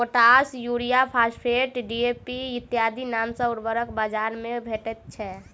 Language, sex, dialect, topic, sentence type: Maithili, female, Southern/Standard, agriculture, statement